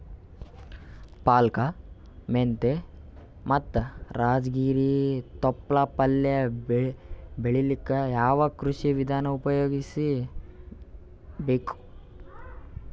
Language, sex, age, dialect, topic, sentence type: Kannada, male, 18-24, Northeastern, agriculture, question